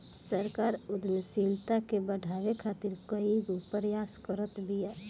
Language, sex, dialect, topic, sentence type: Bhojpuri, female, Northern, banking, statement